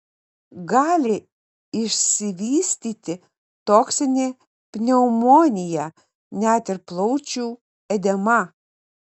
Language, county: Lithuanian, Kaunas